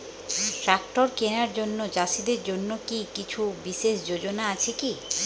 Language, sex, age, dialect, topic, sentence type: Bengali, female, 31-35, Jharkhandi, agriculture, statement